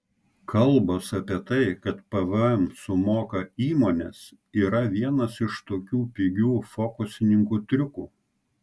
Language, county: Lithuanian, Klaipėda